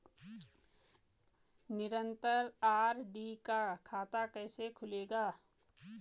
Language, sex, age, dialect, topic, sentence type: Hindi, female, 18-24, Garhwali, banking, question